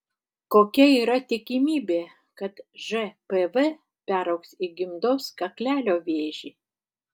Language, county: Lithuanian, Tauragė